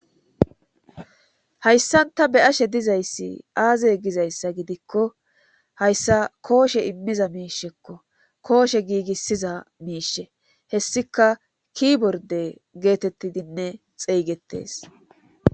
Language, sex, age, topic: Gamo, female, 36-49, government